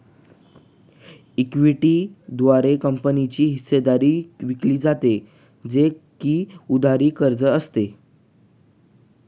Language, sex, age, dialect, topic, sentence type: Marathi, male, 18-24, Northern Konkan, banking, statement